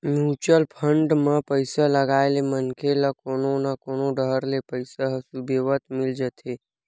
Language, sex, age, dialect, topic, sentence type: Chhattisgarhi, male, 18-24, Western/Budati/Khatahi, banking, statement